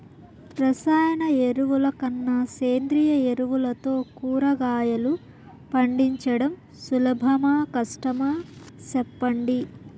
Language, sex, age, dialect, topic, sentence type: Telugu, male, 36-40, Southern, agriculture, question